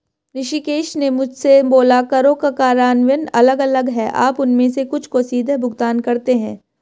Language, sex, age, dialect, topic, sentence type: Hindi, female, 18-24, Marwari Dhudhari, banking, statement